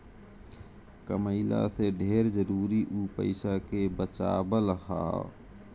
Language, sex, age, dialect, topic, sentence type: Bhojpuri, male, 31-35, Northern, banking, statement